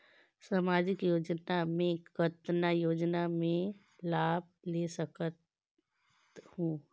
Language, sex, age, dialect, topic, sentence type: Chhattisgarhi, female, 18-24, Northern/Bhandar, banking, question